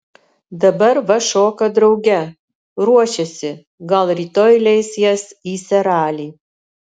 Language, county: Lithuanian, Alytus